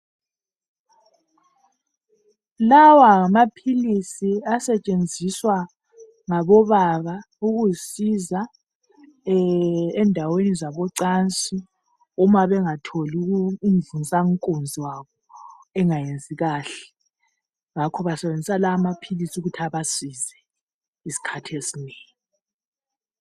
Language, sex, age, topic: North Ndebele, female, 36-49, health